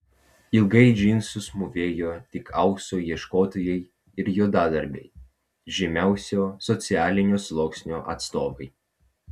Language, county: Lithuanian, Vilnius